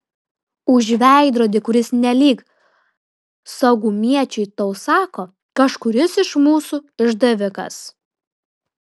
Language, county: Lithuanian, Telšiai